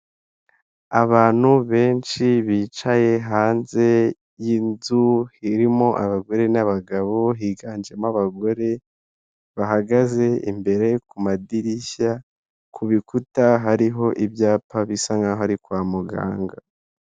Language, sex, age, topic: Kinyarwanda, male, 18-24, government